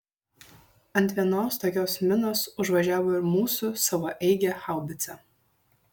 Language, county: Lithuanian, Šiauliai